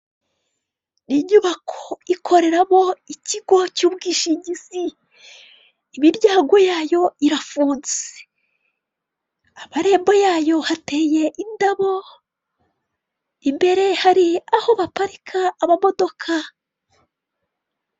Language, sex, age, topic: Kinyarwanda, female, 36-49, finance